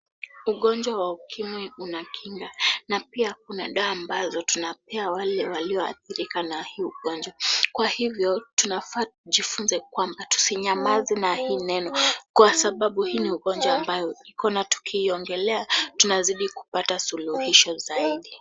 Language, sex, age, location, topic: Swahili, female, 18-24, Kisumu, health